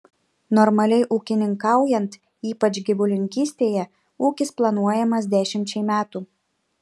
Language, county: Lithuanian, Šiauliai